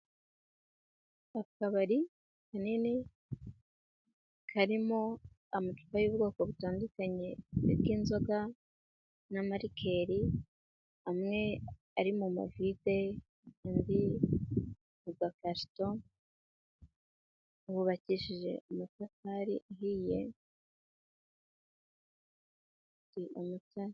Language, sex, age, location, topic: Kinyarwanda, female, 25-35, Nyagatare, finance